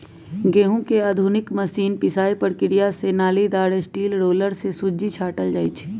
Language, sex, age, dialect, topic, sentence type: Magahi, female, 25-30, Western, agriculture, statement